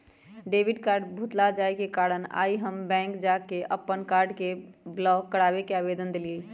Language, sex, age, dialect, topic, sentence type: Magahi, male, 18-24, Western, banking, statement